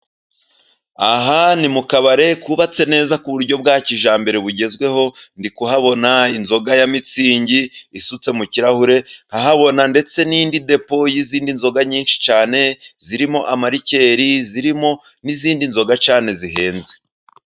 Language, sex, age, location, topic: Kinyarwanda, male, 25-35, Musanze, finance